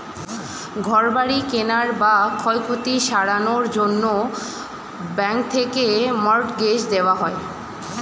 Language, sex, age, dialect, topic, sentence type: Bengali, female, 18-24, Standard Colloquial, banking, statement